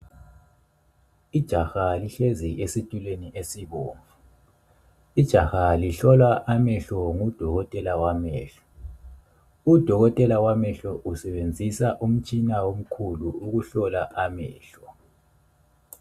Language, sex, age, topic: North Ndebele, male, 25-35, health